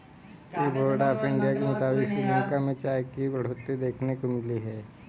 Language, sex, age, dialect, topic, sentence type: Hindi, male, 18-24, Kanauji Braj Bhasha, agriculture, statement